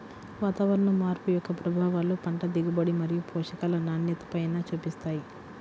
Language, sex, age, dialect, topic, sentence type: Telugu, female, 18-24, Central/Coastal, agriculture, statement